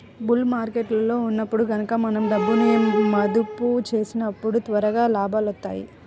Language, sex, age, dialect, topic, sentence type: Telugu, female, 25-30, Central/Coastal, banking, statement